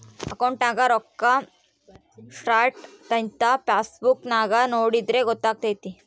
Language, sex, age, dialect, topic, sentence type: Kannada, female, 18-24, Central, banking, statement